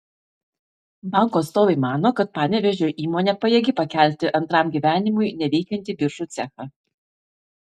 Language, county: Lithuanian, Vilnius